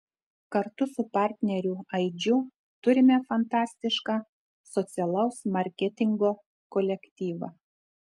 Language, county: Lithuanian, Telšiai